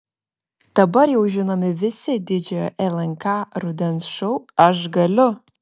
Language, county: Lithuanian, Vilnius